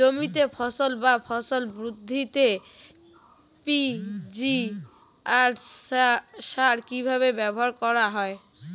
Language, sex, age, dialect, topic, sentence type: Bengali, female, 18-24, Rajbangshi, agriculture, question